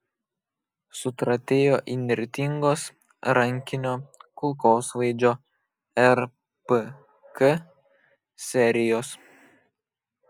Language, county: Lithuanian, Kaunas